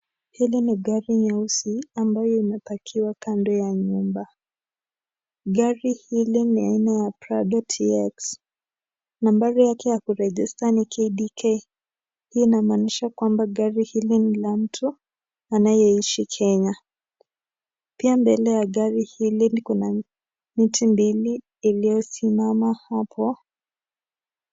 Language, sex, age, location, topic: Swahili, male, 18-24, Nakuru, finance